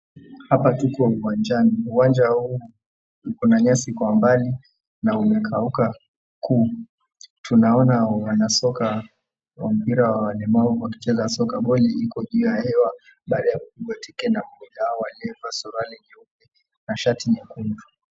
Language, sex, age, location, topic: Swahili, male, 25-35, Mombasa, education